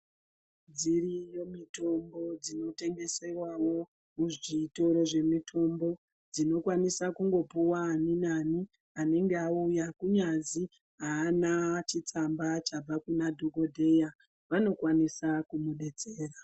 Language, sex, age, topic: Ndau, male, 36-49, health